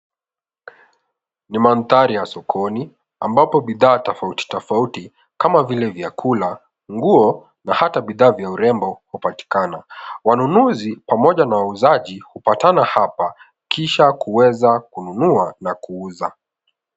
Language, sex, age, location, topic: Swahili, male, 18-24, Nairobi, finance